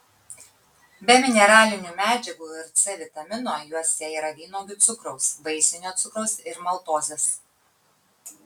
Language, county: Lithuanian, Kaunas